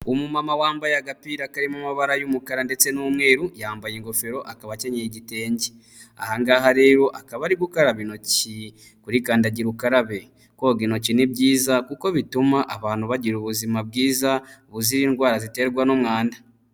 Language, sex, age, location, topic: Kinyarwanda, male, 25-35, Huye, health